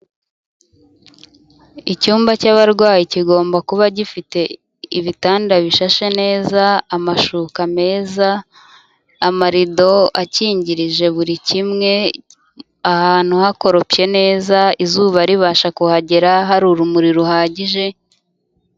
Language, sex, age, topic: Kinyarwanda, female, 25-35, health